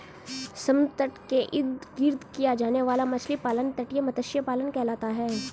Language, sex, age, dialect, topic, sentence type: Hindi, male, 36-40, Hindustani Malvi Khadi Boli, agriculture, statement